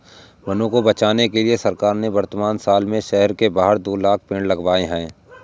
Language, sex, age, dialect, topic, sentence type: Hindi, male, 18-24, Awadhi Bundeli, agriculture, statement